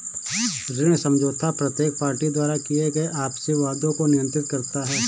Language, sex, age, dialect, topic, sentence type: Hindi, male, 25-30, Awadhi Bundeli, banking, statement